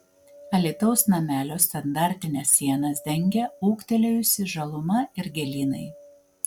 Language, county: Lithuanian, Vilnius